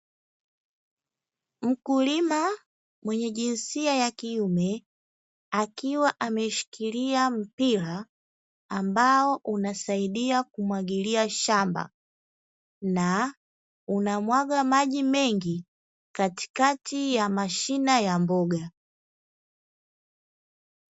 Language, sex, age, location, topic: Swahili, female, 25-35, Dar es Salaam, agriculture